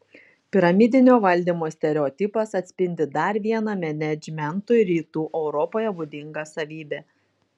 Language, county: Lithuanian, Šiauliai